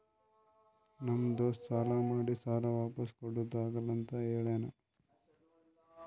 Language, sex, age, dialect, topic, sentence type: Kannada, male, 18-24, Northeastern, banking, statement